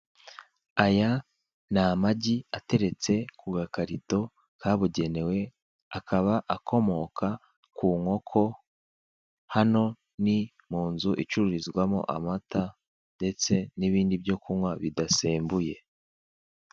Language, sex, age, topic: Kinyarwanda, male, 18-24, finance